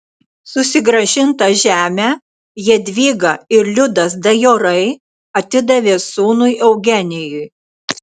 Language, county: Lithuanian, Tauragė